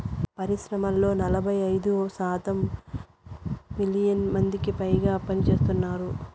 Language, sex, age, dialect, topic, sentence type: Telugu, female, 56-60, Southern, banking, statement